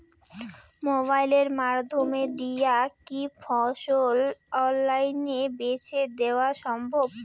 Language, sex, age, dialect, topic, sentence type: Bengali, female, 18-24, Rajbangshi, agriculture, question